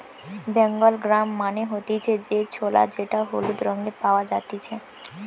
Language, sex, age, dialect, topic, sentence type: Bengali, female, 18-24, Western, agriculture, statement